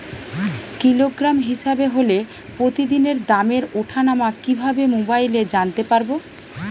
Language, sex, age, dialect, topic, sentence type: Bengali, female, 36-40, Standard Colloquial, agriculture, question